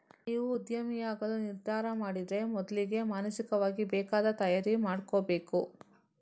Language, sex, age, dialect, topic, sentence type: Kannada, female, 31-35, Coastal/Dakshin, banking, statement